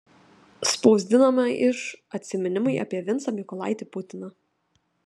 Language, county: Lithuanian, Telšiai